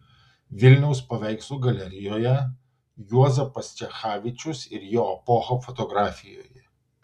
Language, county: Lithuanian, Vilnius